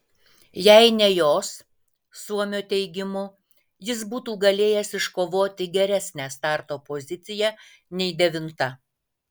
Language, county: Lithuanian, Vilnius